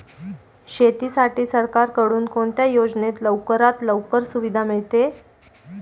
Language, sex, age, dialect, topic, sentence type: Marathi, female, 18-24, Standard Marathi, agriculture, question